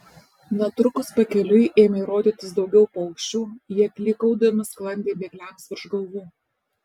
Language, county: Lithuanian, Alytus